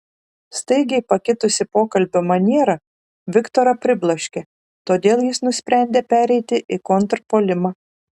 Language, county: Lithuanian, Šiauliai